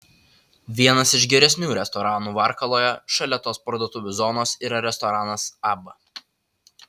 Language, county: Lithuanian, Utena